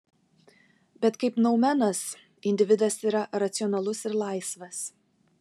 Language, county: Lithuanian, Vilnius